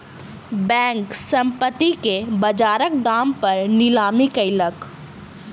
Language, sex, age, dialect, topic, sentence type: Maithili, female, 25-30, Southern/Standard, banking, statement